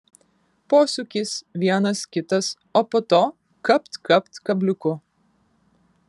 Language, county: Lithuanian, Kaunas